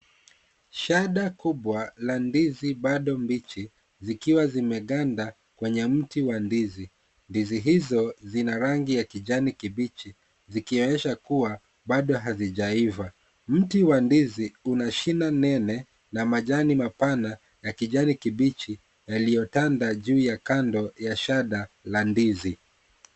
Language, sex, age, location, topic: Swahili, male, 36-49, Kisumu, agriculture